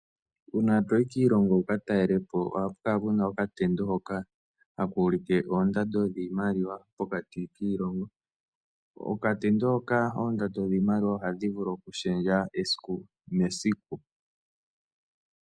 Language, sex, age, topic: Oshiwambo, male, 18-24, finance